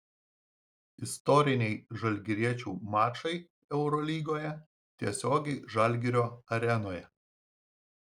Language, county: Lithuanian, Marijampolė